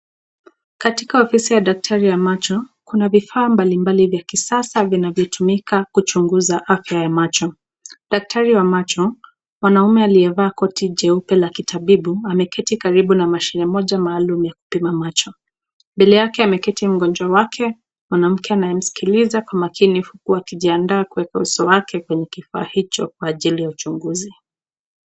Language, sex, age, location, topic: Swahili, female, 18-24, Nakuru, health